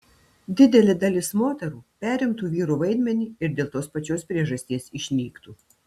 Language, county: Lithuanian, Telšiai